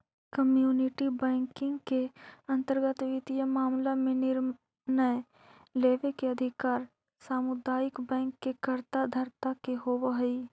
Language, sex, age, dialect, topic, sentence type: Magahi, female, 18-24, Central/Standard, banking, statement